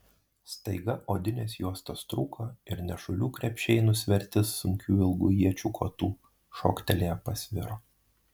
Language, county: Lithuanian, Marijampolė